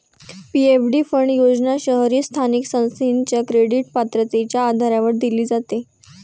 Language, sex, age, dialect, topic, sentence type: Marathi, female, 18-24, Varhadi, banking, statement